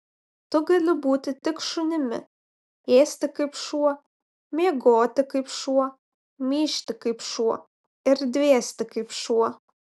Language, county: Lithuanian, Panevėžys